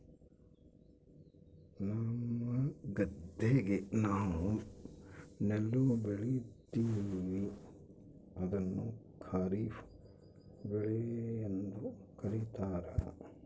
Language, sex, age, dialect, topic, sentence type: Kannada, male, 51-55, Central, agriculture, statement